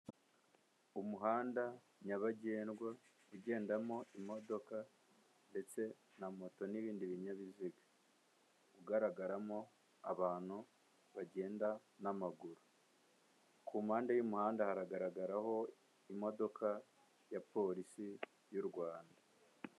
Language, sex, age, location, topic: Kinyarwanda, male, 18-24, Kigali, government